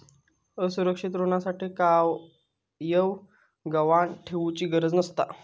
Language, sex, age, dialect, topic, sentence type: Marathi, male, 18-24, Southern Konkan, banking, statement